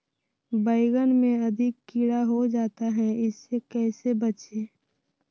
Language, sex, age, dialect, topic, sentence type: Magahi, female, 18-24, Western, agriculture, question